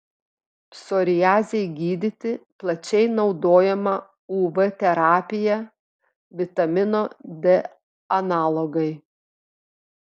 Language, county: Lithuanian, Telšiai